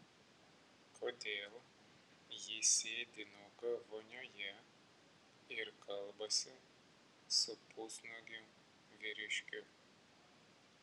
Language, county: Lithuanian, Vilnius